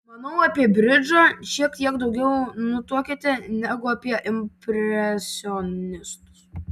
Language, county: Lithuanian, Vilnius